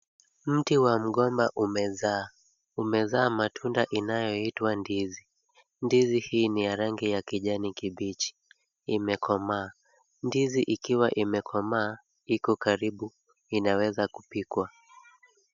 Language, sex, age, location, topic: Swahili, male, 25-35, Kisumu, agriculture